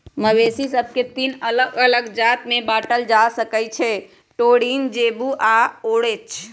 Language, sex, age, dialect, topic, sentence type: Magahi, female, 31-35, Western, agriculture, statement